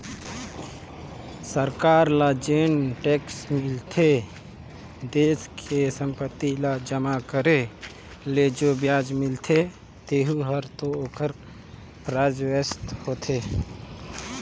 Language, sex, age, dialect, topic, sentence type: Chhattisgarhi, male, 18-24, Northern/Bhandar, banking, statement